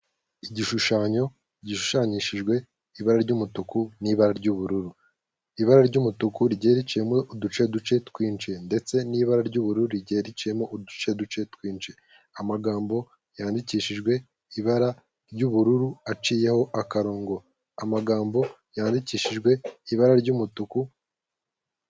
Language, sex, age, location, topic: Kinyarwanda, male, 18-24, Kigali, health